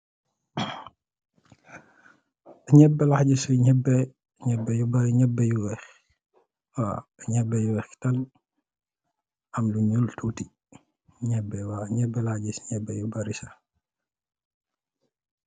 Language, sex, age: Wolof, male, 18-24